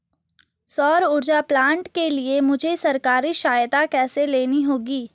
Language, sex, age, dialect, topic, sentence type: Hindi, female, 18-24, Marwari Dhudhari, agriculture, question